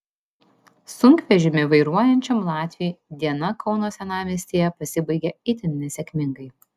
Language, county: Lithuanian, Vilnius